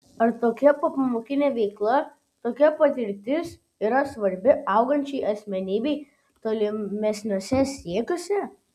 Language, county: Lithuanian, Vilnius